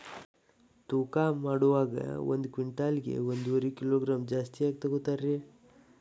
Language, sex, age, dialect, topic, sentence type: Kannada, male, 18-24, Dharwad Kannada, agriculture, question